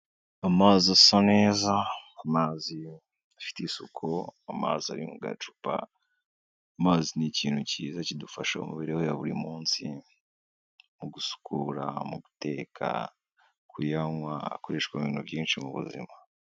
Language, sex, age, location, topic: Kinyarwanda, male, 18-24, Kigali, health